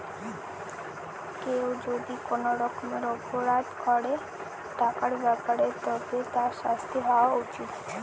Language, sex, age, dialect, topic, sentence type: Bengali, female, 18-24, Northern/Varendri, banking, statement